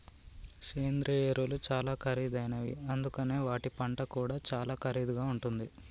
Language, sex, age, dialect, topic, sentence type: Telugu, male, 18-24, Telangana, agriculture, statement